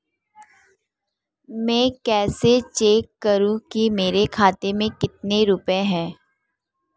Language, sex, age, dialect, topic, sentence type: Hindi, female, 18-24, Marwari Dhudhari, banking, question